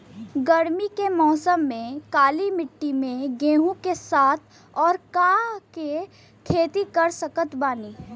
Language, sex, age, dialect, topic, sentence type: Bhojpuri, female, 18-24, Western, agriculture, question